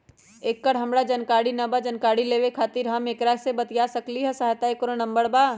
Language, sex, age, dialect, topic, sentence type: Magahi, female, 31-35, Western, banking, question